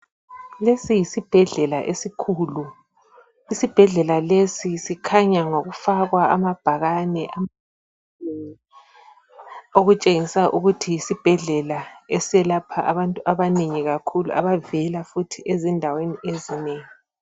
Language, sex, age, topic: North Ndebele, female, 36-49, health